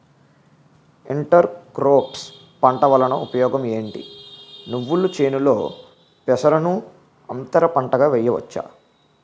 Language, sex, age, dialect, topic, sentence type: Telugu, male, 18-24, Utterandhra, agriculture, question